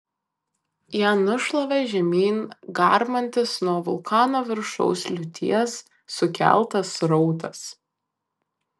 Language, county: Lithuanian, Kaunas